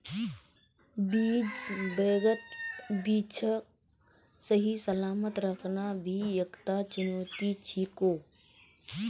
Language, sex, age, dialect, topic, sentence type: Magahi, female, 18-24, Northeastern/Surjapuri, agriculture, statement